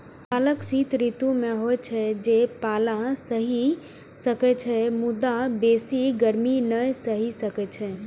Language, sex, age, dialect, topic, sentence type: Maithili, female, 18-24, Eastern / Thethi, agriculture, statement